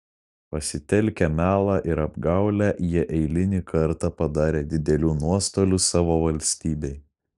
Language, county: Lithuanian, Kaunas